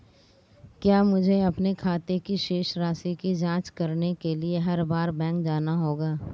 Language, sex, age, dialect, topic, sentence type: Hindi, female, 36-40, Marwari Dhudhari, banking, question